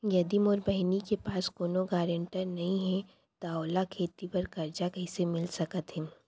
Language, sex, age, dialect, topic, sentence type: Chhattisgarhi, female, 60-100, Central, agriculture, statement